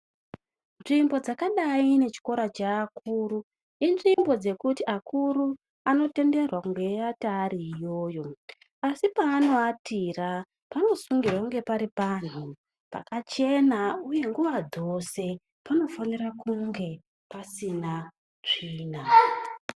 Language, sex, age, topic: Ndau, female, 25-35, education